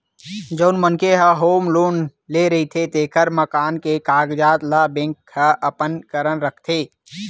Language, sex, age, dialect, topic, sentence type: Chhattisgarhi, male, 60-100, Western/Budati/Khatahi, banking, statement